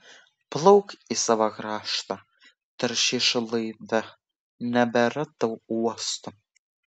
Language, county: Lithuanian, Vilnius